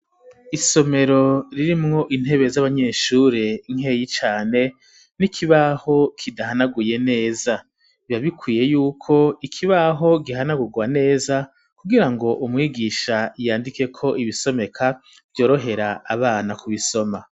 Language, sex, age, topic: Rundi, male, 36-49, education